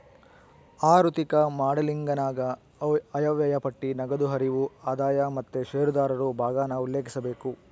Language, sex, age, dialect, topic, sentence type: Kannada, male, 46-50, Central, banking, statement